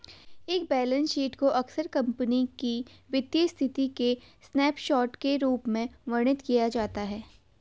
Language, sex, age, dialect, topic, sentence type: Hindi, female, 18-24, Garhwali, banking, statement